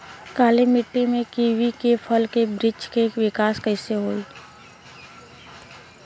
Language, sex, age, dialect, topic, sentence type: Bhojpuri, female, 18-24, Western, agriculture, question